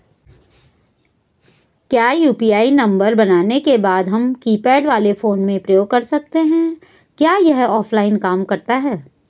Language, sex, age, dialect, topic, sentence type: Hindi, female, 41-45, Garhwali, banking, question